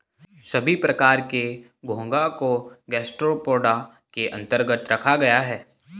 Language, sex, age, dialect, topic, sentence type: Hindi, male, 18-24, Garhwali, agriculture, statement